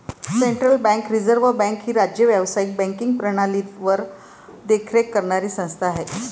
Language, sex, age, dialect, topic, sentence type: Marathi, female, 56-60, Varhadi, banking, statement